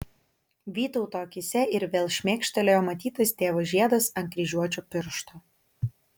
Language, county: Lithuanian, Kaunas